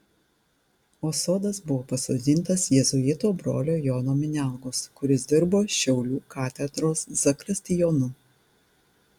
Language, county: Lithuanian, Tauragė